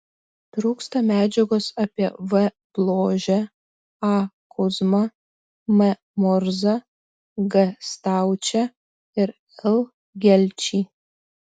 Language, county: Lithuanian, Telšiai